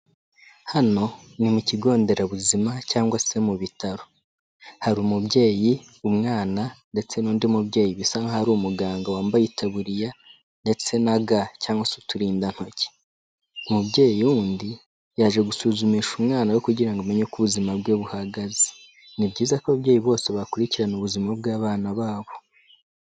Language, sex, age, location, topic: Kinyarwanda, male, 18-24, Kigali, health